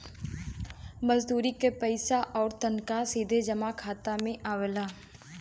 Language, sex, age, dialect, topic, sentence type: Bhojpuri, female, 25-30, Western, banking, statement